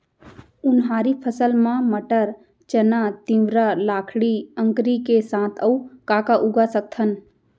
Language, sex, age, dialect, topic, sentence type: Chhattisgarhi, female, 25-30, Central, agriculture, question